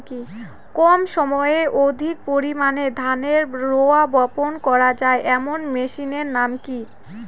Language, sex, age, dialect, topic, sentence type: Bengali, female, 18-24, Rajbangshi, agriculture, question